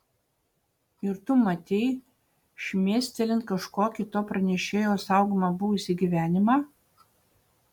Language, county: Lithuanian, Utena